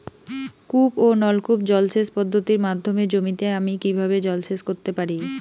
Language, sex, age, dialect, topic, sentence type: Bengali, female, 25-30, Rajbangshi, agriculture, question